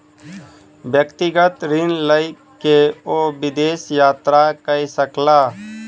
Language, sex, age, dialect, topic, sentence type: Maithili, male, 25-30, Southern/Standard, banking, statement